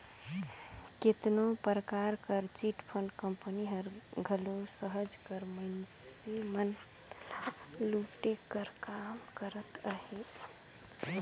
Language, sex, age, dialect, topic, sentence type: Chhattisgarhi, female, 25-30, Northern/Bhandar, banking, statement